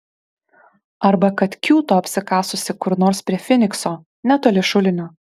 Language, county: Lithuanian, Kaunas